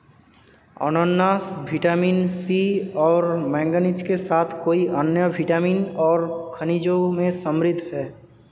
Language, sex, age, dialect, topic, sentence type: Hindi, male, 18-24, Hindustani Malvi Khadi Boli, agriculture, statement